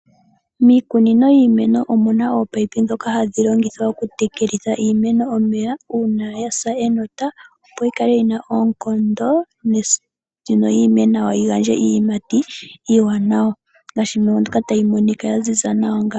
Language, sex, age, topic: Oshiwambo, female, 18-24, agriculture